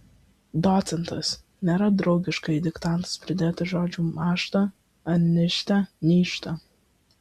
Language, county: Lithuanian, Vilnius